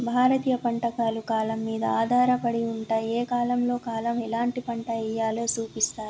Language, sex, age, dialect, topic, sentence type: Telugu, female, 31-35, Telangana, agriculture, statement